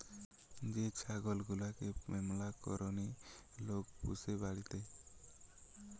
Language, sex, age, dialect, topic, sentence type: Bengali, male, 18-24, Western, agriculture, statement